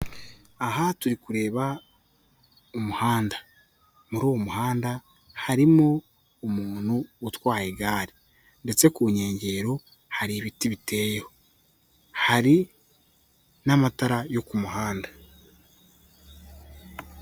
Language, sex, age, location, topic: Kinyarwanda, male, 25-35, Kigali, government